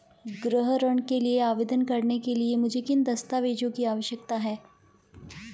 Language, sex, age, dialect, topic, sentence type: Hindi, female, 25-30, Marwari Dhudhari, banking, question